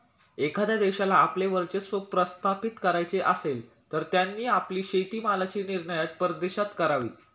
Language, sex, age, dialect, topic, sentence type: Marathi, male, 18-24, Standard Marathi, agriculture, statement